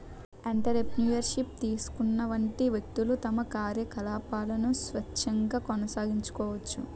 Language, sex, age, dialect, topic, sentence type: Telugu, female, 60-100, Utterandhra, banking, statement